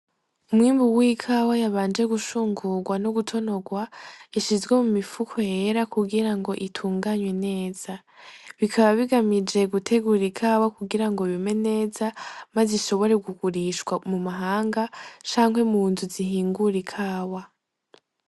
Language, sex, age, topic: Rundi, female, 18-24, agriculture